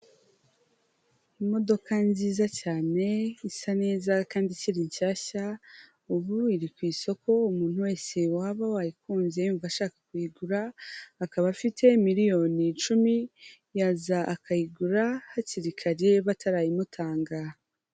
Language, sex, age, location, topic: Kinyarwanda, female, 18-24, Huye, finance